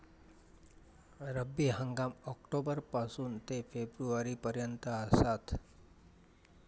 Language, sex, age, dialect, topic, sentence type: Marathi, male, 46-50, Southern Konkan, agriculture, statement